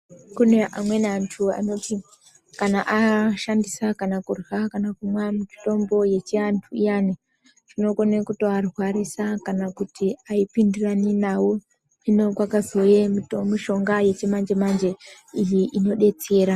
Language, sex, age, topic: Ndau, male, 18-24, health